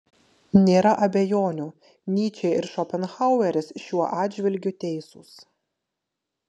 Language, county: Lithuanian, Kaunas